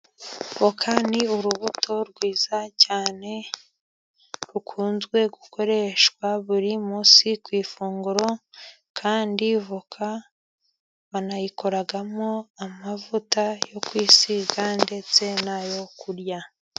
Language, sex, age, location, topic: Kinyarwanda, female, 25-35, Musanze, agriculture